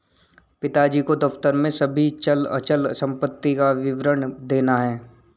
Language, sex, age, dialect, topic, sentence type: Hindi, male, 18-24, Marwari Dhudhari, banking, statement